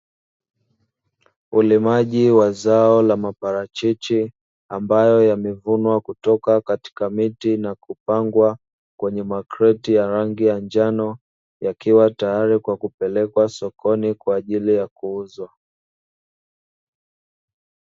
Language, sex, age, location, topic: Swahili, male, 25-35, Dar es Salaam, agriculture